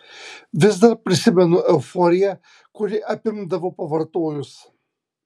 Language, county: Lithuanian, Kaunas